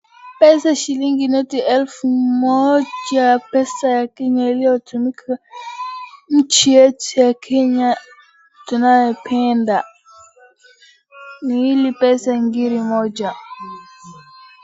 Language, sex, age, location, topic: Swahili, female, 36-49, Wajir, finance